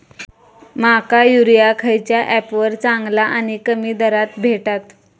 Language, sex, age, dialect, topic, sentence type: Marathi, female, 25-30, Southern Konkan, agriculture, question